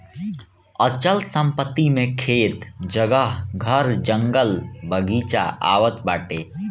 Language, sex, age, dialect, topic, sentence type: Bhojpuri, male, 18-24, Northern, banking, statement